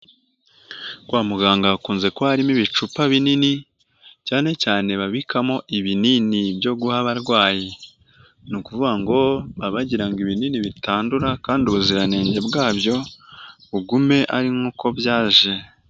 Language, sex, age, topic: Kinyarwanda, male, 18-24, health